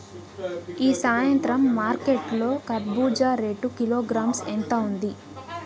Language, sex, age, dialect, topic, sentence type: Telugu, female, 18-24, Southern, agriculture, question